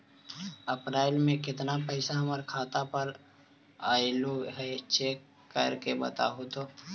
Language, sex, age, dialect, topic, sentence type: Magahi, male, 18-24, Central/Standard, banking, question